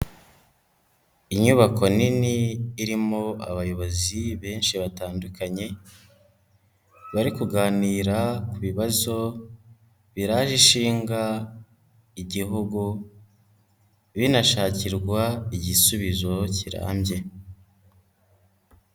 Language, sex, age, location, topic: Kinyarwanda, female, 25-35, Huye, education